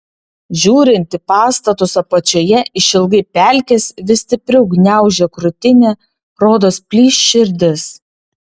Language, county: Lithuanian, Vilnius